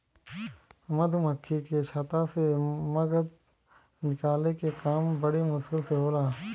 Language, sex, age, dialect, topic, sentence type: Bhojpuri, male, 25-30, Southern / Standard, agriculture, statement